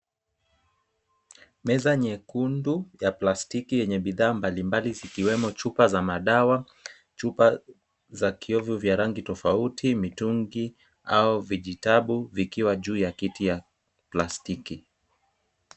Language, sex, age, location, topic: Swahili, male, 25-35, Kisumu, health